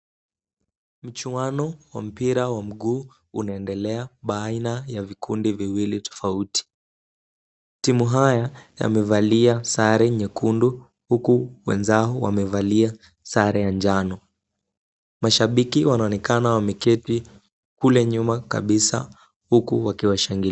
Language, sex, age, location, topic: Swahili, male, 18-24, Kisumu, government